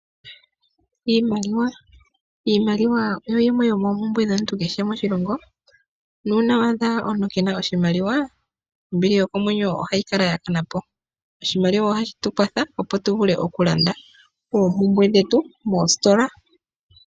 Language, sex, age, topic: Oshiwambo, female, 25-35, finance